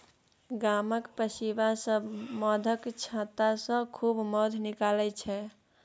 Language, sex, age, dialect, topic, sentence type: Maithili, male, 36-40, Bajjika, agriculture, statement